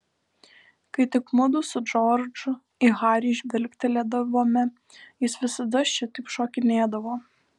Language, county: Lithuanian, Alytus